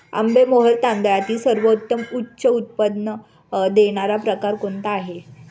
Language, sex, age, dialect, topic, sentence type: Marathi, female, 25-30, Standard Marathi, agriculture, question